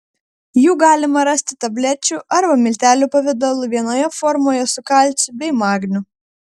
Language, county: Lithuanian, Vilnius